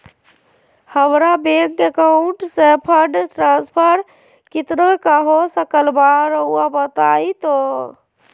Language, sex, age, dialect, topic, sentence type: Magahi, female, 25-30, Southern, banking, question